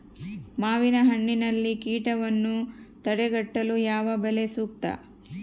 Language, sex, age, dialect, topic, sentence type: Kannada, female, 36-40, Central, agriculture, question